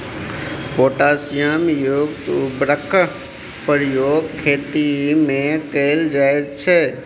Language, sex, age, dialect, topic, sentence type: Maithili, male, 25-30, Bajjika, agriculture, statement